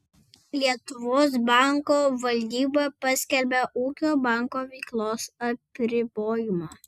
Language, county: Lithuanian, Vilnius